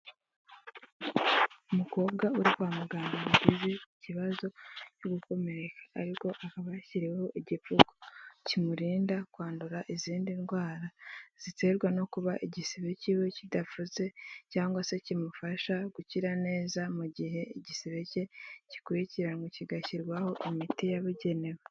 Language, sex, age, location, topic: Kinyarwanda, female, 18-24, Kigali, health